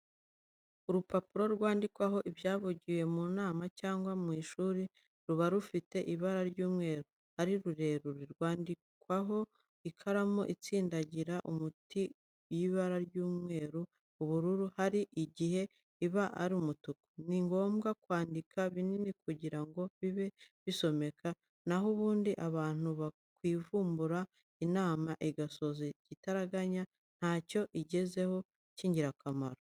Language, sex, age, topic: Kinyarwanda, female, 25-35, education